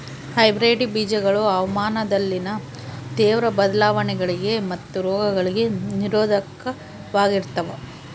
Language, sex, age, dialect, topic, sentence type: Kannada, female, 18-24, Central, agriculture, statement